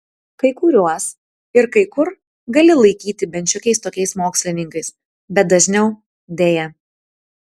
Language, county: Lithuanian, Tauragė